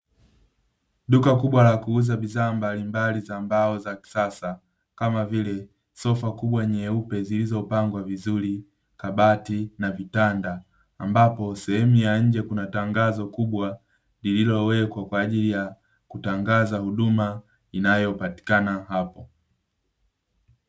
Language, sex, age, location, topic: Swahili, male, 25-35, Dar es Salaam, finance